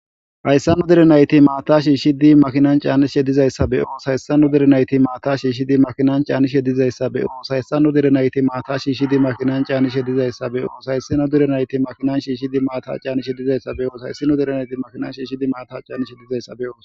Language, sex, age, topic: Gamo, male, 18-24, government